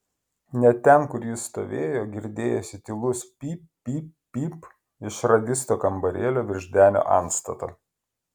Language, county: Lithuanian, Klaipėda